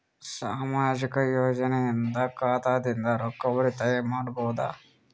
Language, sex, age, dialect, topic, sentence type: Kannada, male, 25-30, Northeastern, banking, question